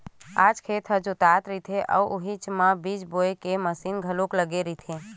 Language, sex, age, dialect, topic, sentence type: Chhattisgarhi, female, 31-35, Western/Budati/Khatahi, agriculture, statement